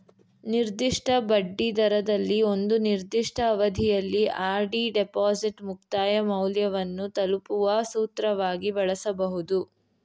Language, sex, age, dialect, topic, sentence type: Kannada, female, 18-24, Mysore Kannada, banking, statement